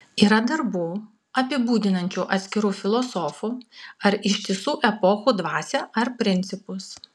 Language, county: Lithuanian, Klaipėda